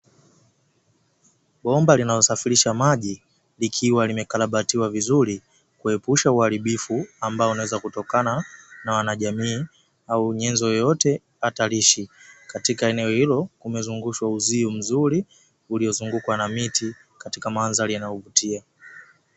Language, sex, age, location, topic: Swahili, male, 18-24, Dar es Salaam, government